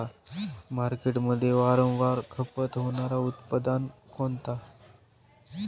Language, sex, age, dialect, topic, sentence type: Marathi, male, 18-24, Standard Marathi, agriculture, question